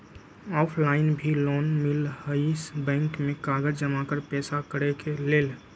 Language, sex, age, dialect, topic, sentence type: Magahi, male, 25-30, Western, banking, question